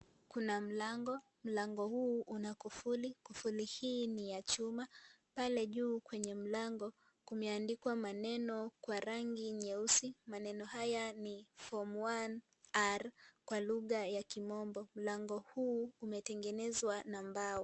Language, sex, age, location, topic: Swahili, female, 18-24, Kisii, education